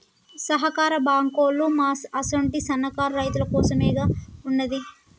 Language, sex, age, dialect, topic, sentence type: Telugu, male, 25-30, Telangana, banking, statement